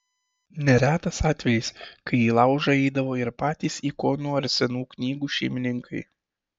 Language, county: Lithuanian, Šiauliai